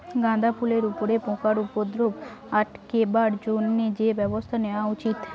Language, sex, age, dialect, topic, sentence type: Bengali, female, 18-24, Rajbangshi, agriculture, question